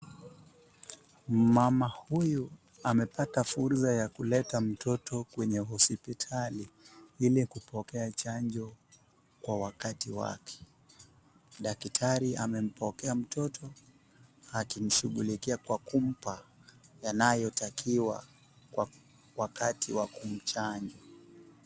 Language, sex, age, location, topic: Swahili, male, 18-24, Kisumu, health